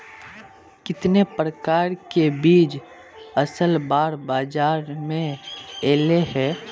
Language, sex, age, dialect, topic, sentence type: Magahi, male, 46-50, Northeastern/Surjapuri, agriculture, question